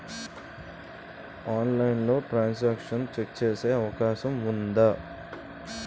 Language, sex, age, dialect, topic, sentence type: Telugu, male, 25-30, Utterandhra, banking, question